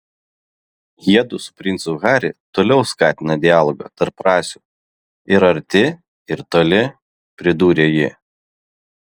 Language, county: Lithuanian, Vilnius